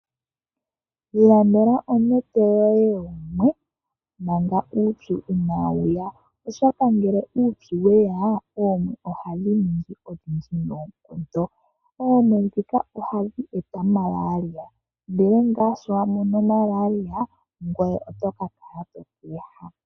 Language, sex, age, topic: Oshiwambo, female, 18-24, finance